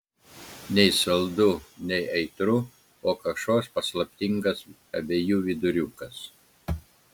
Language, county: Lithuanian, Klaipėda